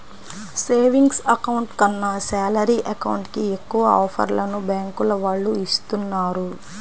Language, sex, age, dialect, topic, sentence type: Telugu, female, 25-30, Central/Coastal, banking, statement